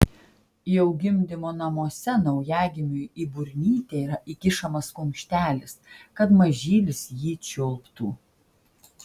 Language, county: Lithuanian, Klaipėda